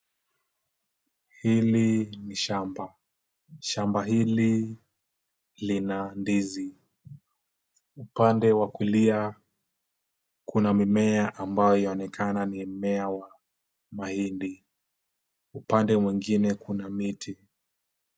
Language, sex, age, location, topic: Swahili, male, 18-24, Kisumu, agriculture